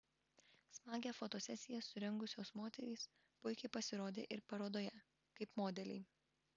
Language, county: Lithuanian, Vilnius